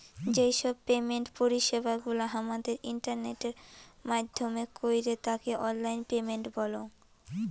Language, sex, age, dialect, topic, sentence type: Bengali, female, 18-24, Rajbangshi, banking, statement